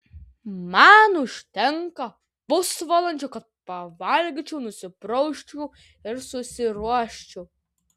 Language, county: Lithuanian, Vilnius